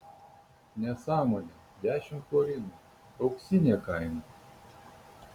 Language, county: Lithuanian, Kaunas